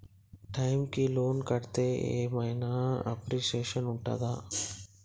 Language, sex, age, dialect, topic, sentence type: Telugu, male, 60-100, Telangana, banking, question